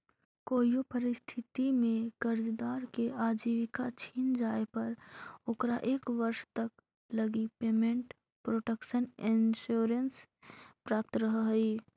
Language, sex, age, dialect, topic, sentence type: Magahi, female, 18-24, Central/Standard, banking, statement